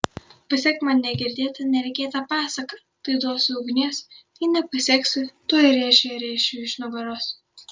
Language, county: Lithuanian, Kaunas